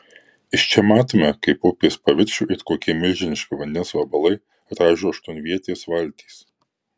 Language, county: Lithuanian, Kaunas